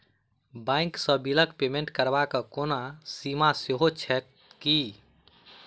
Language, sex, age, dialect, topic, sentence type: Maithili, male, 25-30, Southern/Standard, banking, question